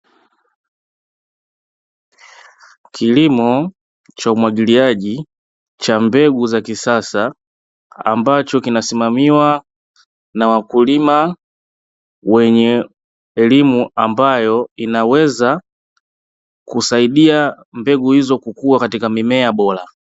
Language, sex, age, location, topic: Swahili, male, 18-24, Dar es Salaam, agriculture